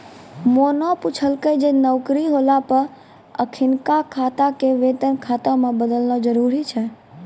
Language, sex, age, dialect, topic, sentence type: Maithili, female, 18-24, Angika, banking, statement